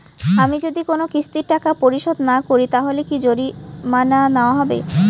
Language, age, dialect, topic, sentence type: Bengali, 25-30, Rajbangshi, banking, question